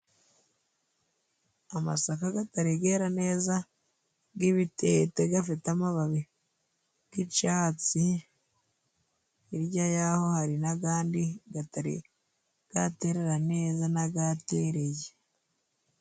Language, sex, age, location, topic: Kinyarwanda, female, 25-35, Musanze, government